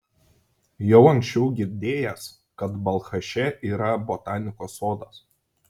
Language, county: Lithuanian, Šiauliai